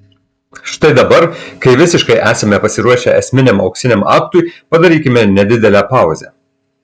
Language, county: Lithuanian, Marijampolė